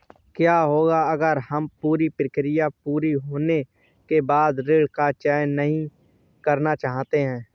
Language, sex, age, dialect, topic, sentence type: Hindi, male, 25-30, Awadhi Bundeli, banking, question